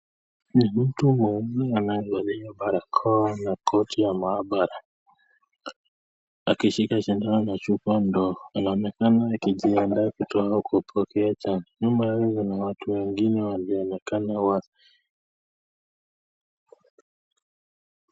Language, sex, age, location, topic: Swahili, male, 25-35, Nakuru, health